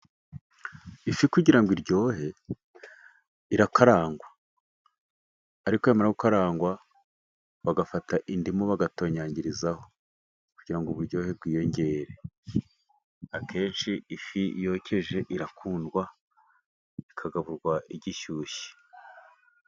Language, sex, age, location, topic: Kinyarwanda, male, 36-49, Musanze, agriculture